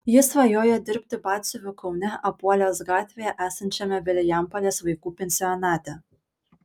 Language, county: Lithuanian, Panevėžys